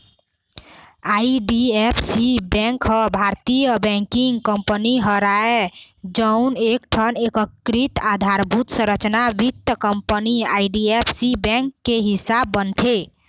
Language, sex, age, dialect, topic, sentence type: Chhattisgarhi, female, 18-24, Eastern, banking, statement